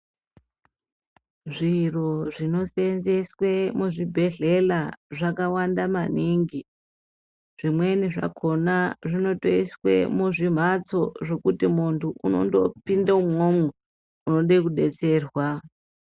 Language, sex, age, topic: Ndau, female, 36-49, health